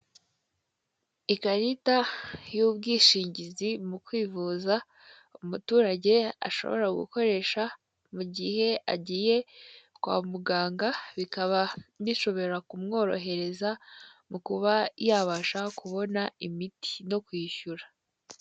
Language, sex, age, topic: Kinyarwanda, female, 18-24, finance